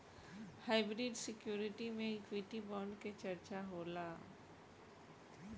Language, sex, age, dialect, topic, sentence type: Bhojpuri, female, 41-45, Southern / Standard, banking, statement